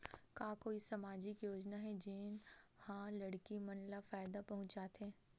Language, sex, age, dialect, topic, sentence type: Chhattisgarhi, female, 18-24, Western/Budati/Khatahi, banking, statement